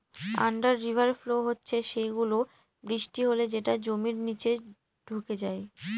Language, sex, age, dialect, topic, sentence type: Bengali, female, 18-24, Northern/Varendri, agriculture, statement